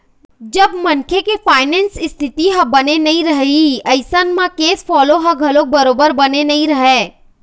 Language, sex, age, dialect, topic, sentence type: Chhattisgarhi, female, 25-30, Eastern, banking, statement